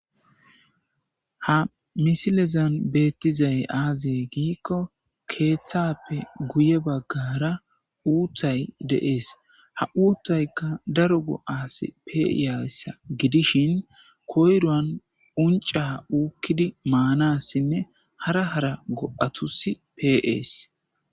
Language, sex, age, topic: Gamo, male, 25-35, agriculture